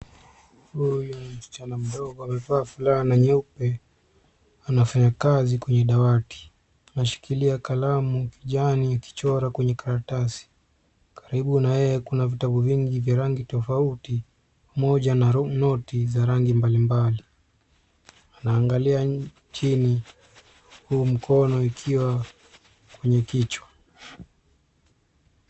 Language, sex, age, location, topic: Swahili, male, 25-35, Nairobi, education